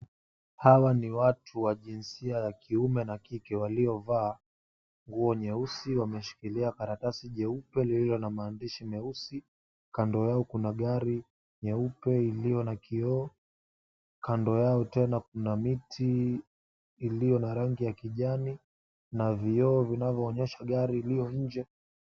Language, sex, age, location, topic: Swahili, male, 18-24, Mombasa, finance